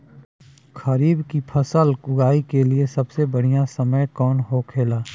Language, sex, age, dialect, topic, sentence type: Bhojpuri, male, 36-40, Western, agriculture, question